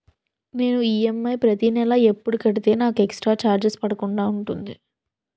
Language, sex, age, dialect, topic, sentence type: Telugu, female, 18-24, Utterandhra, banking, question